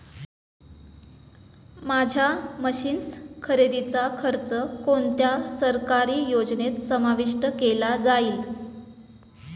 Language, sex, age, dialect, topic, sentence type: Marathi, female, 25-30, Standard Marathi, agriculture, question